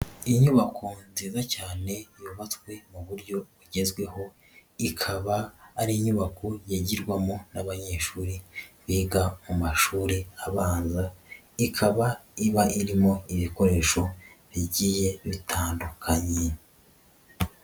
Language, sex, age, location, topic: Kinyarwanda, female, 18-24, Nyagatare, education